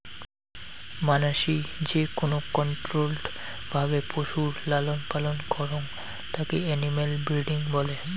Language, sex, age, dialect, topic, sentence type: Bengali, male, 31-35, Rajbangshi, agriculture, statement